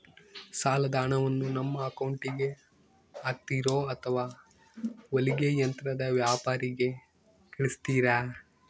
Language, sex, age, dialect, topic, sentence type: Kannada, male, 18-24, Central, banking, question